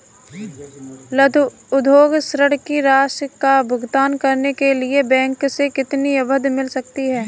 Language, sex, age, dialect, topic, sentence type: Hindi, male, 36-40, Kanauji Braj Bhasha, banking, question